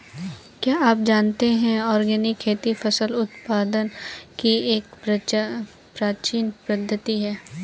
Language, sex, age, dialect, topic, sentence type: Hindi, female, 18-24, Kanauji Braj Bhasha, agriculture, statement